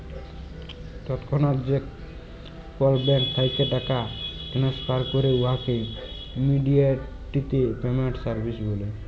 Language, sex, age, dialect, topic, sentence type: Bengali, male, 18-24, Jharkhandi, banking, statement